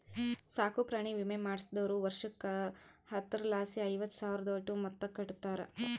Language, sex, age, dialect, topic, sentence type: Kannada, female, 25-30, Central, banking, statement